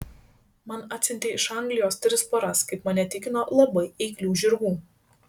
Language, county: Lithuanian, Šiauliai